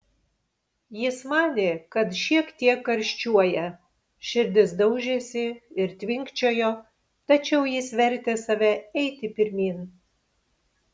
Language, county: Lithuanian, Panevėžys